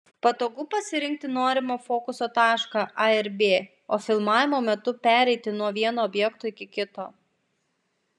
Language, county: Lithuanian, Klaipėda